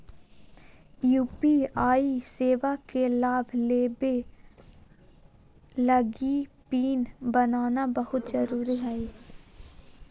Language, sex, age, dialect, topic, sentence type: Magahi, female, 18-24, Southern, banking, statement